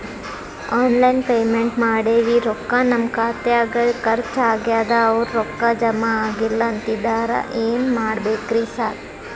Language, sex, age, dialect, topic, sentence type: Kannada, female, 25-30, Dharwad Kannada, banking, question